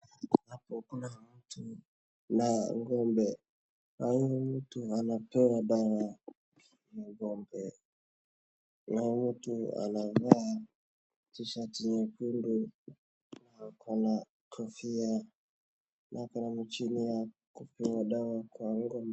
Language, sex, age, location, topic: Swahili, male, 18-24, Wajir, agriculture